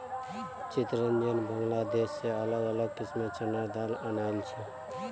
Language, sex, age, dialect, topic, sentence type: Magahi, male, 31-35, Northeastern/Surjapuri, agriculture, statement